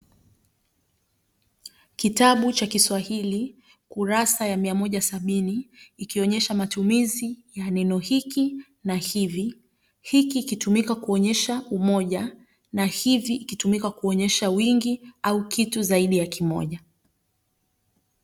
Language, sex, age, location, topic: Swahili, female, 25-35, Dar es Salaam, education